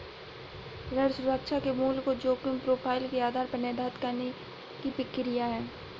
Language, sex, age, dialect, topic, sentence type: Hindi, female, 60-100, Awadhi Bundeli, banking, statement